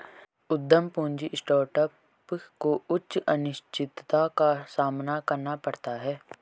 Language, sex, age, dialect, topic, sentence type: Hindi, male, 18-24, Marwari Dhudhari, banking, statement